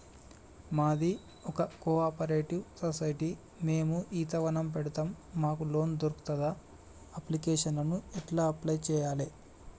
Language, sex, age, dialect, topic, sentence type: Telugu, male, 25-30, Telangana, banking, question